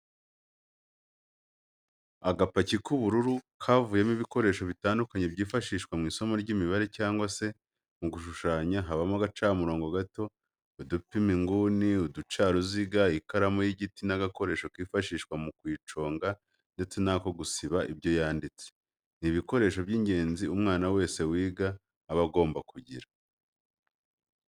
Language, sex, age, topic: Kinyarwanda, male, 25-35, education